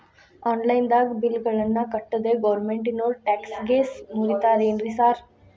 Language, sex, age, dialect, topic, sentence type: Kannada, female, 25-30, Dharwad Kannada, banking, question